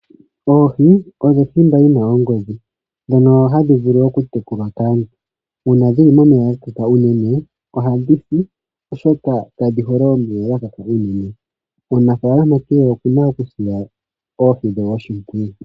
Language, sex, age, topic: Oshiwambo, male, 25-35, agriculture